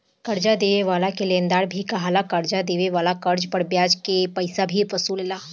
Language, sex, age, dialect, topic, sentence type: Bhojpuri, female, 18-24, Southern / Standard, banking, statement